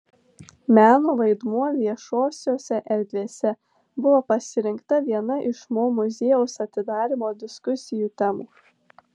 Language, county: Lithuanian, Tauragė